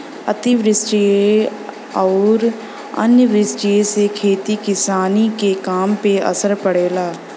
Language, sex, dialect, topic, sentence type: Bhojpuri, female, Western, agriculture, statement